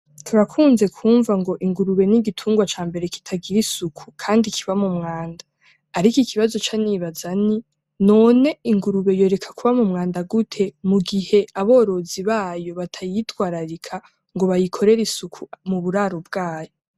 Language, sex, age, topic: Rundi, female, 18-24, agriculture